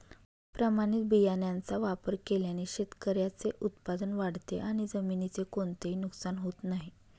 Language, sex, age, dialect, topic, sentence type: Marathi, female, 31-35, Northern Konkan, agriculture, statement